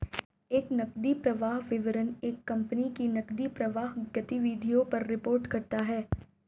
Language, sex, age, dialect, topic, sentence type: Hindi, female, 18-24, Marwari Dhudhari, banking, statement